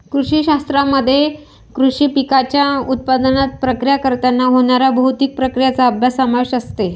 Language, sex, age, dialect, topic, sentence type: Marathi, female, 25-30, Varhadi, agriculture, statement